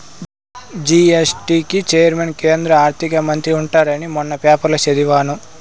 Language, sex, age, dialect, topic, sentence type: Telugu, male, 18-24, Southern, banking, statement